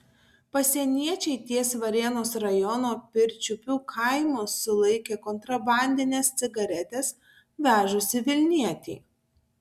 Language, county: Lithuanian, Tauragė